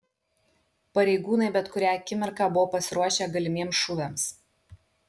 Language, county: Lithuanian, Kaunas